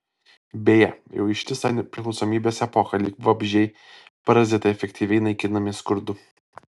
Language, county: Lithuanian, Alytus